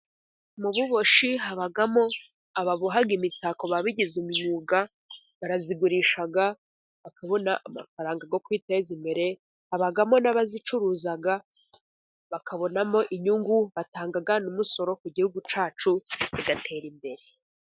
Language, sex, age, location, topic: Kinyarwanda, female, 50+, Musanze, government